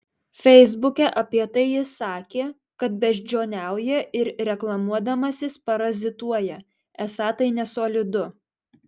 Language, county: Lithuanian, Marijampolė